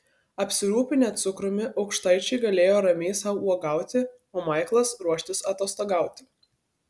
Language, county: Lithuanian, Kaunas